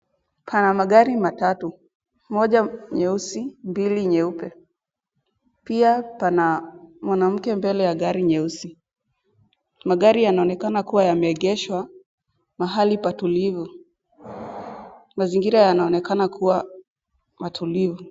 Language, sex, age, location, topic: Swahili, female, 18-24, Nakuru, finance